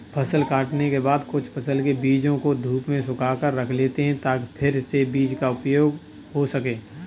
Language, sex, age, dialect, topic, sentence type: Hindi, male, 25-30, Kanauji Braj Bhasha, agriculture, statement